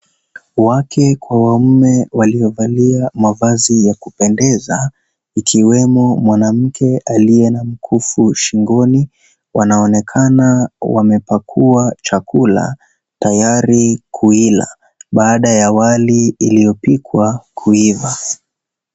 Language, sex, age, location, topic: Swahili, male, 18-24, Kisii, agriculture